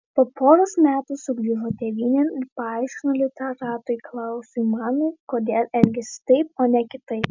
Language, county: Lithuanian, Vilnius